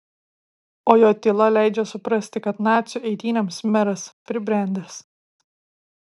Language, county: Lithuanian, Kaunas